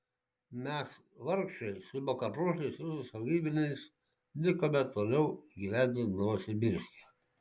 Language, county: Lithuanian, Šiauliai